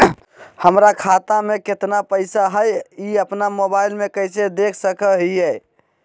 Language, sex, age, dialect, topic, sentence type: Magahi, male, 56-60, Southern, banking, question